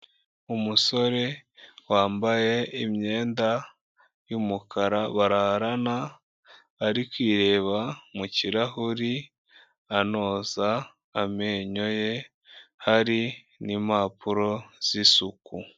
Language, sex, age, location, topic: Kinyarwanda, female, 25-35, Kigali, health